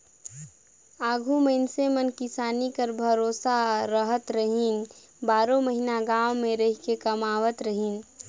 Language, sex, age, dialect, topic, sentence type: Chhattisgarhi, female, 46-50, Northern/Bhandar, agriculture, statement